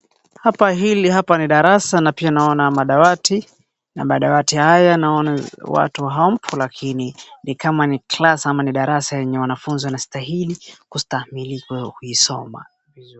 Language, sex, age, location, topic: Swahili, male, 18-24, Wajir, education